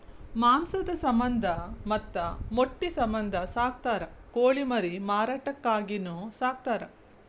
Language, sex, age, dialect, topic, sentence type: Kannada, female, 36-40, Dharwad Kannada, agriculture, statement